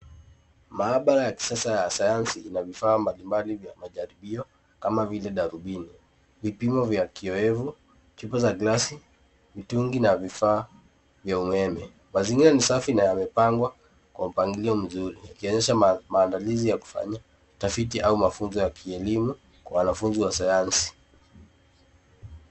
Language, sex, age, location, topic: Swahili, female, 50+, Nairobi, education